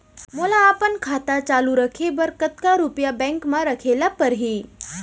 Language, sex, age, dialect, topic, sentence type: Chhattisgarhi, female, 25-30, Central, banking, question